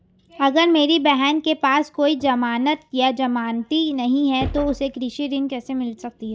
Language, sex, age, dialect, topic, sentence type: Hindi, female, 18-24, Hindustani Malvi Khadi Boli, agriculture, statement